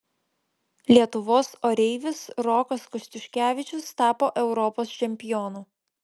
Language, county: Lithuanian, Vilnius